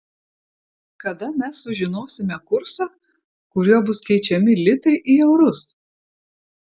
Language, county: Lithuanian, Vilnius